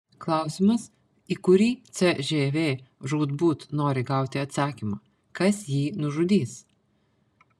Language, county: Lithuanian, Panevėžys